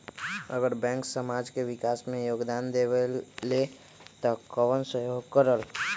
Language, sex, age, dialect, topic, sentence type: Magahi, male, 31-35, Western, banking, question